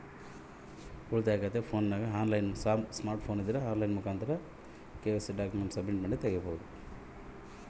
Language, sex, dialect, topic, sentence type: Kannada, male, Central, banking, question